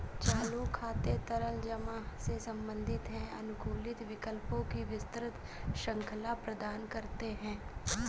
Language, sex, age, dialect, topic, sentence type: Hindi, female, 25-30, Awadhi Bundeli, banking, statement